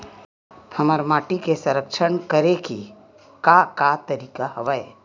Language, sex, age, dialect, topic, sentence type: Chhattisgarhi, female, 18-24, Western/Budati/Khatahi, agriculture, question